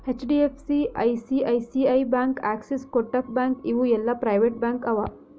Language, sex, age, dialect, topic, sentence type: Kannada, female, 18-24, Northeastern, banking, statement